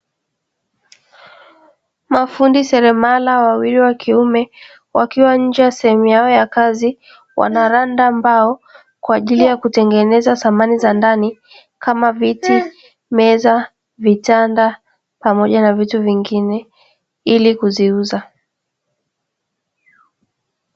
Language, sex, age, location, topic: Swahili, female, 18-24, Dar es Salaam, finance